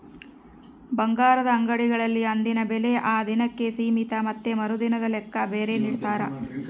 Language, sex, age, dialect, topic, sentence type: Kannada, female, 60-100, Central, banking, statement